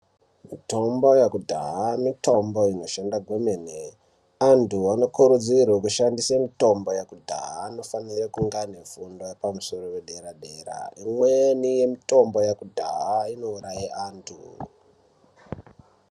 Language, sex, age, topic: Ndau, male, 36-49, health